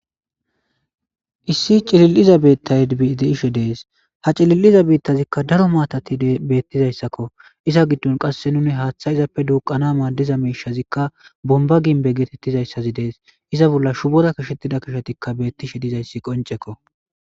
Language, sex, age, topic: Gamo, male, 25-35, government